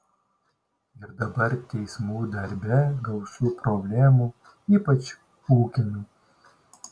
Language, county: Lithuanian, Šiauliai